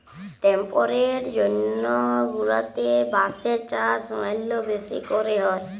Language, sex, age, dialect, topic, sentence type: Bengali, female, 18-24, Jharkhandi, agriculture, statement